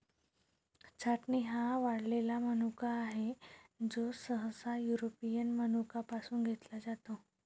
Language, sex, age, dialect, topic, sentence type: Marathi, female, 18-24, Varhadi, agriculture, statement